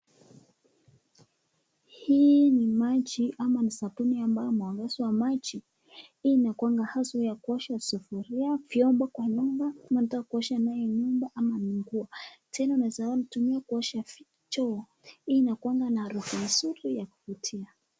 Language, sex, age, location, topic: Swahili, female, 25-35, Nakuru, health